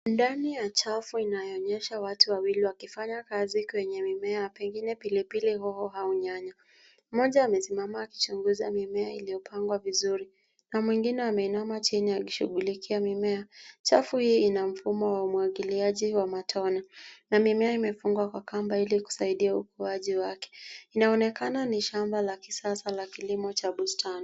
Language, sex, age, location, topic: Swahili, female, 25-35, Nairobi, agriculture